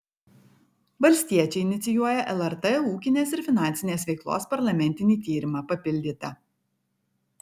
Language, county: Lithuanian, Kaunas